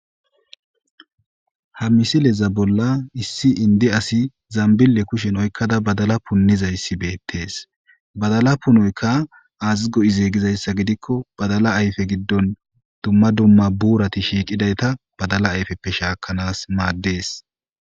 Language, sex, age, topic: Gamo, male, 25-35, agriculture